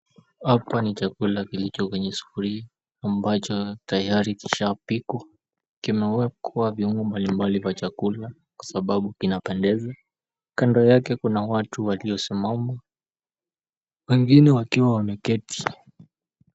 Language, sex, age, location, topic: Swahili, male, 18-24, Mombasa, agriculture